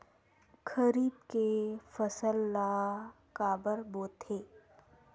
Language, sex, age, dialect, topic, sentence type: Chhattisgarhi, female, 18-24, Western/Budati/Khatahi, agriculture, question